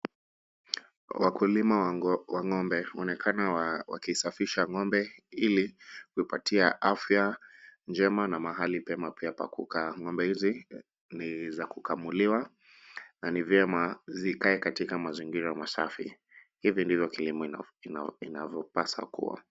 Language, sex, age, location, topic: Swahili, male, 25-35, Kisumu, agriculture